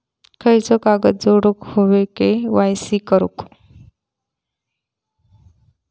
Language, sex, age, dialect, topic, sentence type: Marathi, female, 25-30, Southern Konkan, banking, question